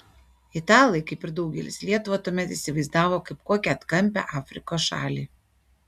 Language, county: Lithuanian, Šiauliai